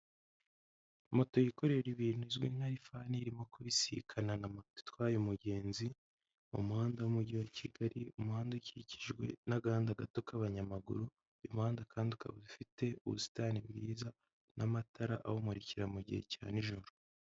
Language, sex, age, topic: Kinyarwanda, male, 25-35, government